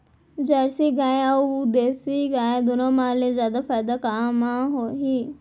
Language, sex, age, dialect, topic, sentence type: Chhattisgarhi, female, 18-24, Central, agriculture, question